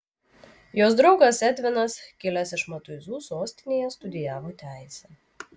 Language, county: Lithuanian, Vilnius